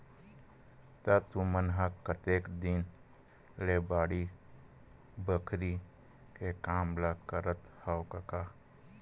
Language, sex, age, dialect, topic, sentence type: Chhattisgarhi, male, 31-35, Western/Budati/Khatahi, agriculture, statement